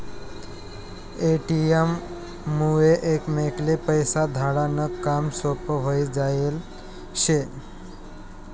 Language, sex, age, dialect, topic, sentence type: Marathi, male, 18-24, Northern Konkan, banking, statement